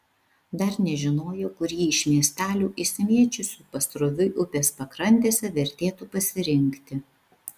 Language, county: Lithuanian, Vilnius